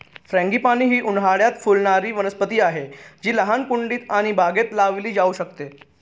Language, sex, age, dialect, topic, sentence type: Marathi, male, 31-35, Northern Konkan, agriculture, statement